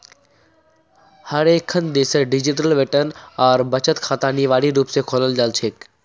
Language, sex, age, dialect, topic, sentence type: Magahi, male, 18-24, Northeastern/Surjapuri, banking, statement